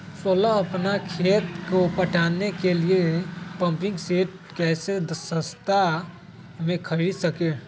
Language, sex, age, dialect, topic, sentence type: Magahi, male, 18-24, Western, agriculture, question